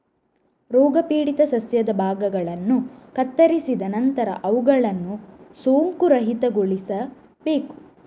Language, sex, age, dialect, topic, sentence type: Kannada, female, 31-35, Coastal/Dakshin, agriculture, statement